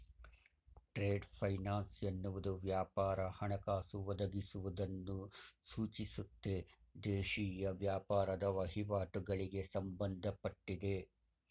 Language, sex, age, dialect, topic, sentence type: Kannada, male, 51-55, Mysore Kannada, banking, statement